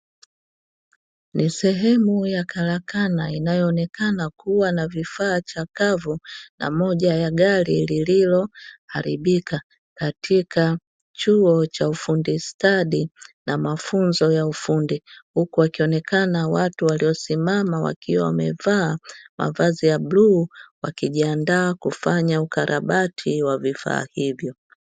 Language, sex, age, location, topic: Swahili, female, 36-49, Dar es Salaam, education